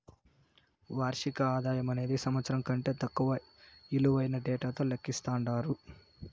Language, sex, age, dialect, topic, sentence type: Telugu, male, 18-24, Southern, banking, statement